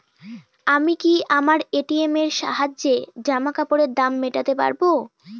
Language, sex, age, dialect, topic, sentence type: Bengali, female, <18, Northern/Varendri, banking, question